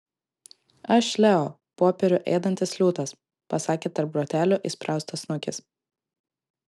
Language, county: Lithuanian, Klaipėda